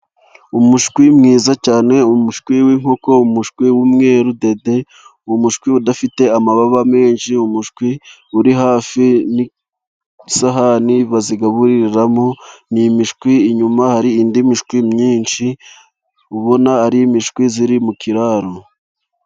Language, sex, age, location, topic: Kinyarwanda, male, 25-35, Musanze, agriculture